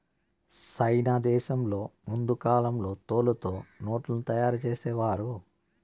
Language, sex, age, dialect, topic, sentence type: Telugu, male, 41-45, Southern, banking, statement